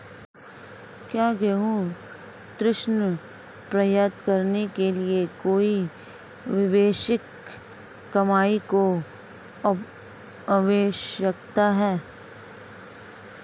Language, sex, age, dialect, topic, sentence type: Hindi, female, 25-30, Marwari Dhudhari, banking, question